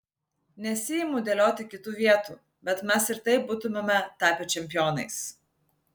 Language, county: Lithuanian, Vilnius